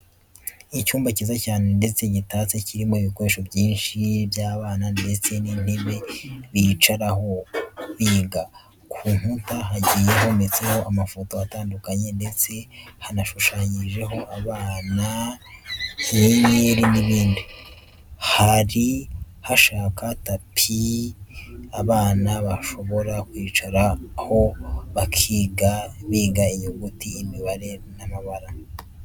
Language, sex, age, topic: Kinyarwanda, female, 25-35, education